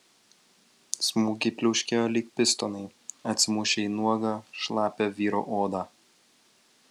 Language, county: Lithuanian, Vilnius